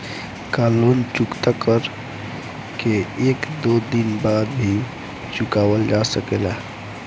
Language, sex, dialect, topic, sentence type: Bhojpuri, male, Northern, banking, question